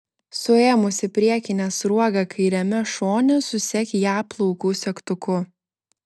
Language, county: Lithuanian, Vilnius